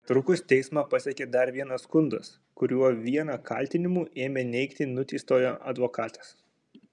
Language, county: Lithuanian, Kaunas